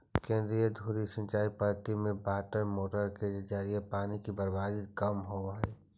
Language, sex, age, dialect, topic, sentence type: Magahi, male, 46-50, Central/Standard, agriculture, statement